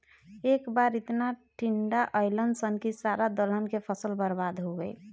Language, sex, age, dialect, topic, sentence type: Bhojpuri, female, 25-30, Southern / Standard, agriculture, statement